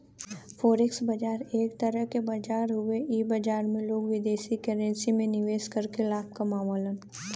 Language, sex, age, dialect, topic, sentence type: Bhojpuri, female, 18-24, Western, banking, statement